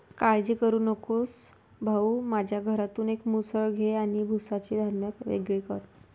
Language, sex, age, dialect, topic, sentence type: Marathi, female, 25-30, Northern Konkan, agriculture, statement